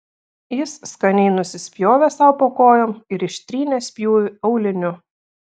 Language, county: Lithuanian, Šiauliai